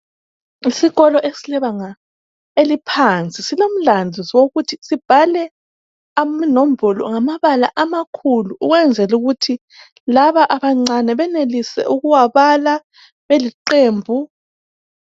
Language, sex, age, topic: North Ndebele, male, 25-35, education